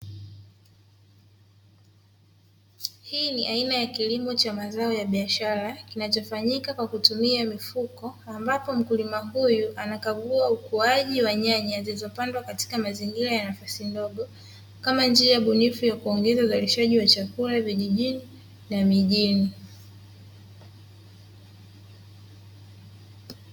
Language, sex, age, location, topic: Swahili, female, 18-24, Dar es Salaam, agriculture